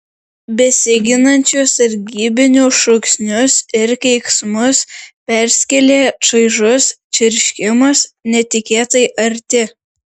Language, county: Lithuanian, Šiauliai